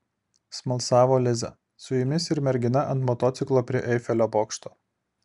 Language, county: Lithuanian, Alytus